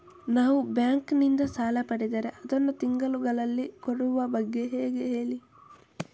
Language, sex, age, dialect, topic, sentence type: Kannada, male, 25-30, Coastal/Dakshin, banking, question